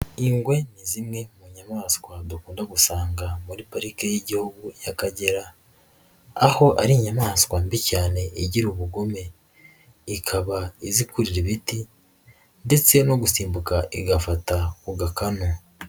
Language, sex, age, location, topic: Kinyarwanda, female, 18-24, Nyagatare, agriculture